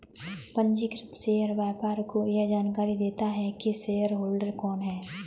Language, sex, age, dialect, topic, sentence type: Hindi, female, 18-24, Kanauji Braj Bhasha, banking, statement